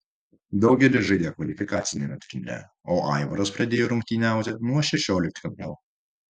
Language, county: Lithuanian, Vilnius